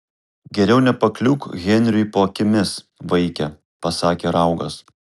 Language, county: Lithuanian, Kaunas